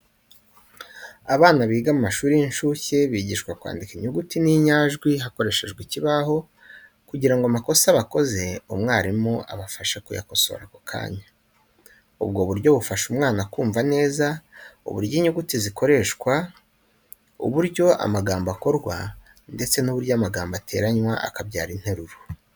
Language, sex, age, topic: Kinyarwanda, male, 25-35, education